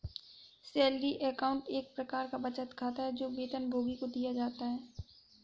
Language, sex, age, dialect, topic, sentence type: Hindi, female, 56-60, Awadhi Bundeli, banking, statement